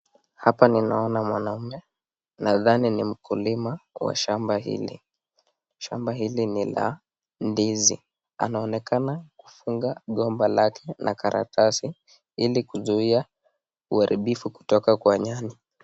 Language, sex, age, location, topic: Swahili, male, 18-24, Nakuru, agriculture